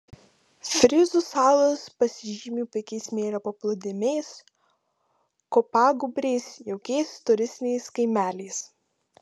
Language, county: Lithuanian, Panevėžys